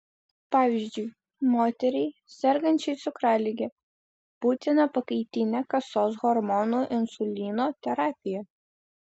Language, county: Lithuanian, Vilnius